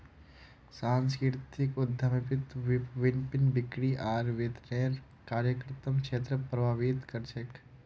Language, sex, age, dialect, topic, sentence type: Magahi, male, 46-50, Northeastern/Surjapuri, banking, statement